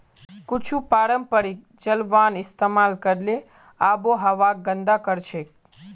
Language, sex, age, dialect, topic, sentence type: Magahi, male, 18-24, Northeastern/Surjapuri, agriculture, statement